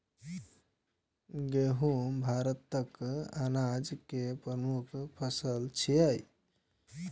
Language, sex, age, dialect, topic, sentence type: Maithili, male, 25-30, Eastern / Thethi, agriculture, statement